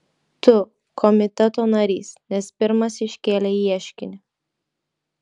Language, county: Lithuanian, Klaipėda